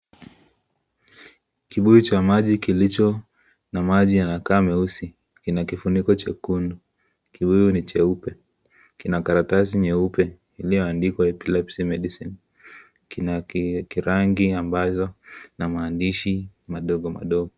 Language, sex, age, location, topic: Swahili, male, 18-24, Kisii, health